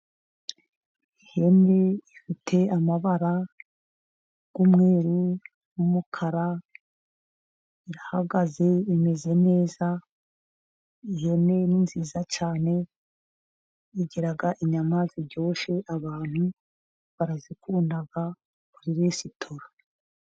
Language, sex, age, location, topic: Kinyarwanda, female, 50+, Musanze, agriculture